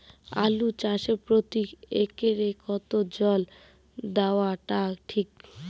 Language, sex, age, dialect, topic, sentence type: Bengali, female, 18-24, Rajbangshi, agriculture, question